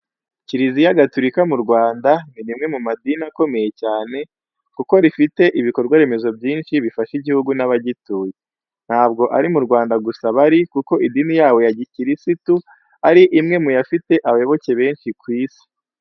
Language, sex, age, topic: Kinyarwanda, male, 18-24, education